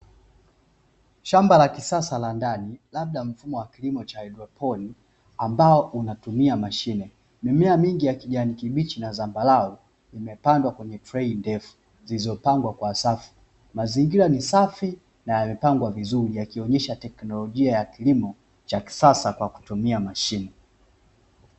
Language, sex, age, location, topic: Swahili, male, 25-35, Dar es Salaam, agriculture